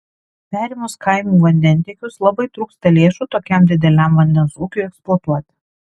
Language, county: Lithuanian, Alytus